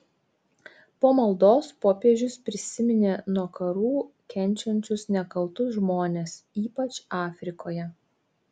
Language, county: Lithuanian, Šiauliai